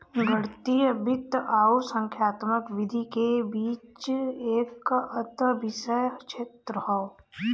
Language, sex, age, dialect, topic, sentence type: Bhojpuri, female, 25-30, Western, banking, statement